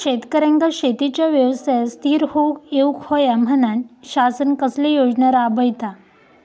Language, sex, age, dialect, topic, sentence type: Marathi, female, 18-24, Southern Konkan, agriculture, question